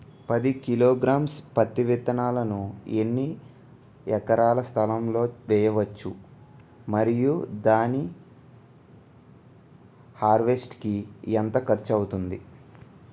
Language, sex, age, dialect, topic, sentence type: Telugu, male, 18-24, Utterandhra, agriculture, question